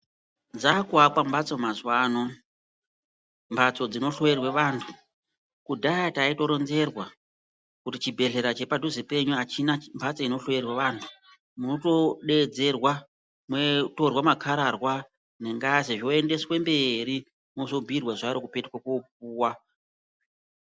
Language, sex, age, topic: Ndau, female, 36-49, health